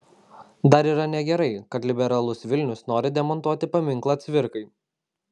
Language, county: Lithuanian, Kaunas